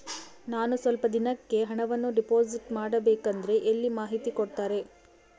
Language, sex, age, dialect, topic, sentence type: Kannada, female, 36-40, Central, banking, question